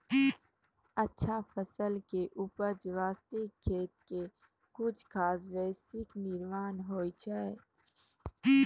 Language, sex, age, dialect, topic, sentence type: Maithili, female, 18-24, Angika, agriculture, statement